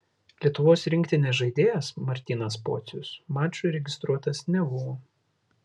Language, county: Lithuanian, Vilnius